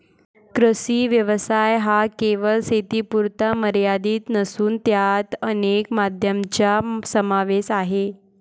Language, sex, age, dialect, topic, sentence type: Marathi, female, 25-30, Varhadi, agriculture, statement